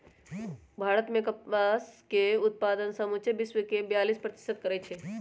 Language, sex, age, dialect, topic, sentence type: Magahi, female, 18-24, Western, agriculture, statement